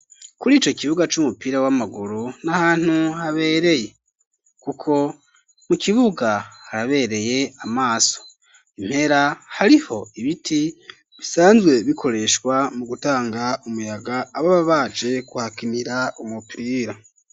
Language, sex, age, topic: Rundi, male, 25-35, education